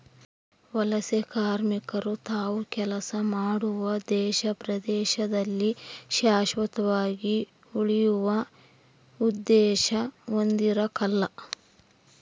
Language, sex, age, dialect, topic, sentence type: Kannada, male, 41-45, Central, agriculture, statement